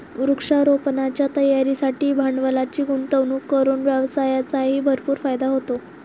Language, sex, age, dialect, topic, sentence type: Marathi, female, 36-40, Standard Marathi, agriculture, statement